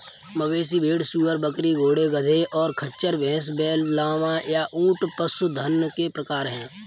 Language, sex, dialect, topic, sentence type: Hindi, male, Kanauji Braj Bhasha, agriculture, statement